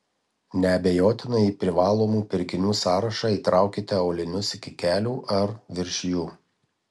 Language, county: Lithuanian, Marijampolė